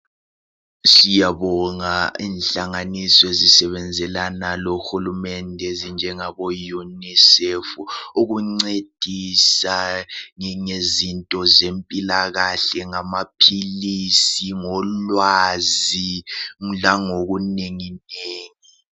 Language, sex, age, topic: North Ndebele, male, 18-24, health